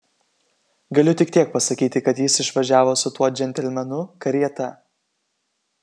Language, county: Lithuanian, Kaunas